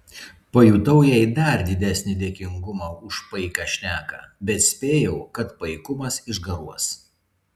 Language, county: Lithuanian, Vilnius